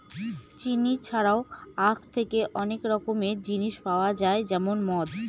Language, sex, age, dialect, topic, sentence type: Bengali, female, 25-30, Northern/Varendri, agriculture, statement